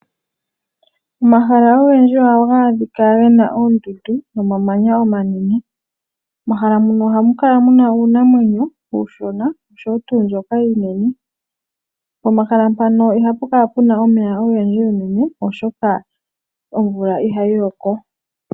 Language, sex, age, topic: Oshiwambo, female, 18-24, agriculture